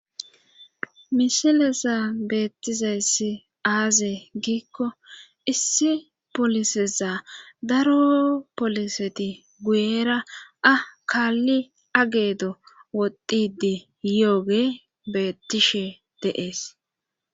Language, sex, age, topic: Gamo, female, 25-35, government